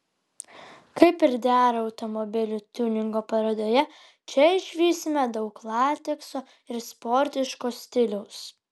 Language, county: Lithuanian, Vilnius